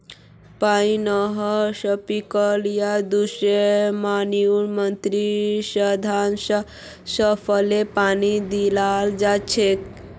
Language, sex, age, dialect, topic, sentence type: Magahi, female, 18-24, Northeastern/Surjapuri, agriculture, statement